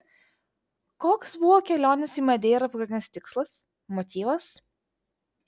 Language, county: Lithuanian, Vilnius